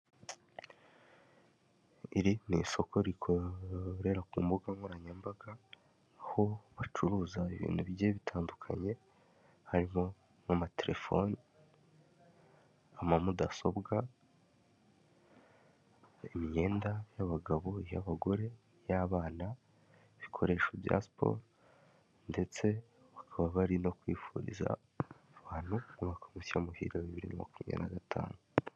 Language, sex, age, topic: Kinyarwanda, male, 18-24, finance